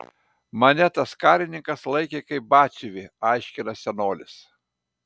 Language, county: Lithuanian, Panevėžys